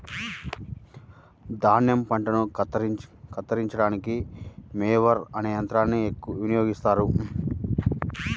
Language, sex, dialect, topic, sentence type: Telugu, male, Central/Coastal, agriculture, statement